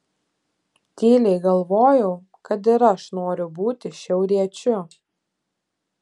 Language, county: Lithuanian, Telšiai